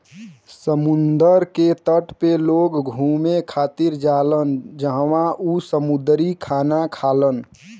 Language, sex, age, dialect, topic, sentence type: Bhojpuri, male, 18-24, Western, agriculture, statement